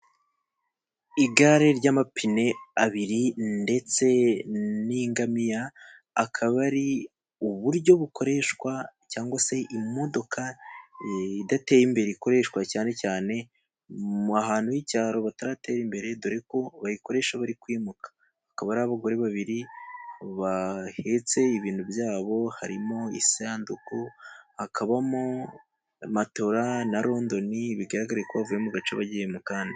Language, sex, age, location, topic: Kinyarwanda, male, 18-24, Musanze, government